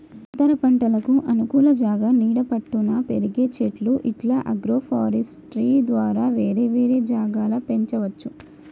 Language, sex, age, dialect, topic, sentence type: Telugu, female, 18-24, Telangana, agriculture, statement